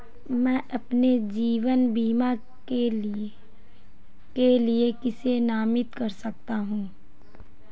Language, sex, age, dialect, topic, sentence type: Hindi, female, 18-24, Marwari Dhudhari, banking, question